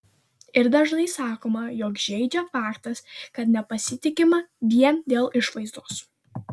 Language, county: Lithuanian, Vilnius